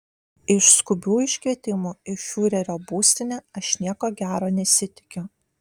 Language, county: Lithuanian, Panevėžys